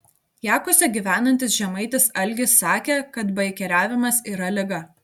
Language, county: Lithuanian, Telšiai